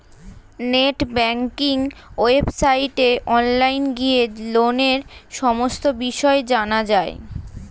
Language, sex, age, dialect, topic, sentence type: Bengali, female, 36-40, Standard Colloquial, banking, statement